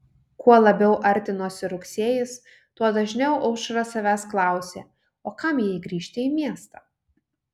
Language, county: Lithuanian, Kaunas